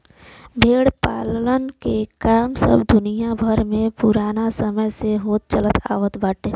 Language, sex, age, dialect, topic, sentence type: Bhojpuri, female, 25-30, Western, agriculture, statement